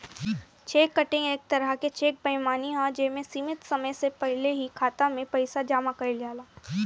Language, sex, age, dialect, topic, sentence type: Bhojpuri, female, <18, Southern / Standard, banking, statement